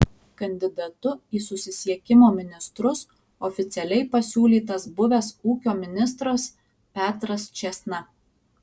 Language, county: Lithuanian, Alytus